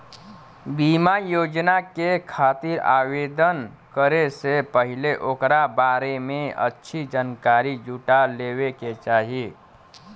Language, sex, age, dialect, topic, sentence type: Bhojpuri, male, 31-35, Western, banking, statement